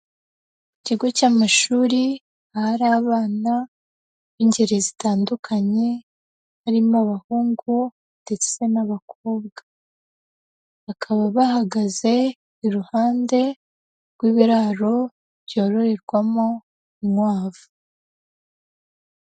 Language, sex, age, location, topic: Kinyarwanda, female, 18-24, Huye, education